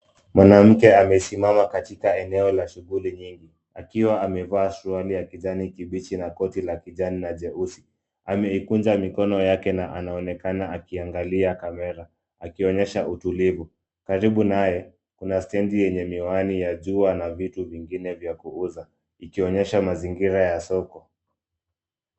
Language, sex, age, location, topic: Swahili, male, 25-35, Nairobi, government